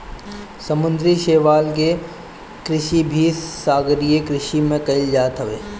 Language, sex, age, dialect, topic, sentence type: Bhojpuri, male, 18-24, Northern, agriculture, statement